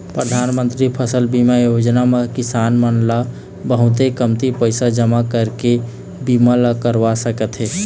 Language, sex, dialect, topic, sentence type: Chhattisgarhi, male, Eastern, agriculture, statement